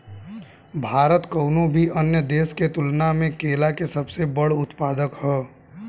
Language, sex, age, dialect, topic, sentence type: Bhojpuri, male, 18-24, Southern / Standard, agriculture, statement